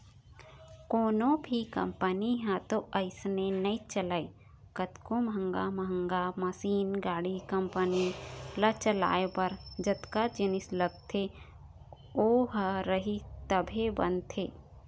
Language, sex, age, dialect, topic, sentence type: Chhattisgarhi, female, 31-35, Eastern, banking, statement